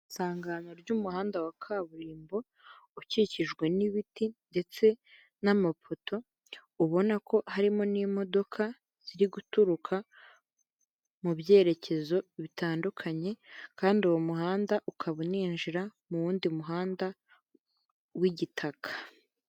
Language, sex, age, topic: Kinyarwanda, female, 18-24, government